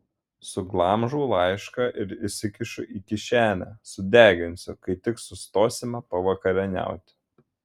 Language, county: Lithuanian, Šiauliai